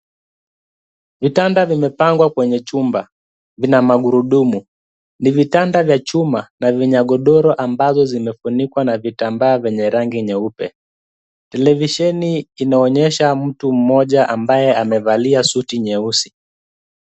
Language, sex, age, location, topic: Swahili, male, 25-35, Kisumu, health